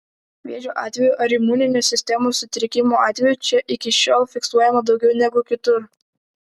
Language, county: Lithuanian, Vilnius